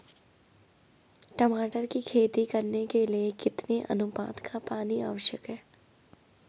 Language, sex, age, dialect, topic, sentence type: Hindi, female, 25-30, Garhwali, agriculture, question